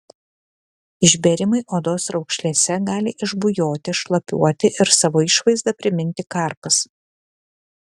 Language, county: Lithuanian, Kaunas